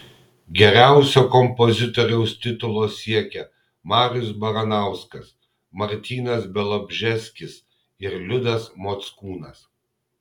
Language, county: Lithuanian, Kaunas